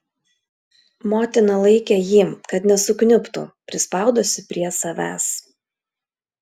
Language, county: Lithuanian, Klaipėda